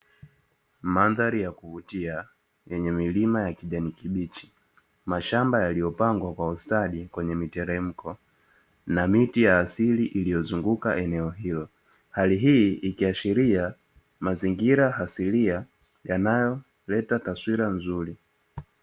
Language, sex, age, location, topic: Swahili, male, 18-24, Dar es Salaam, agriculture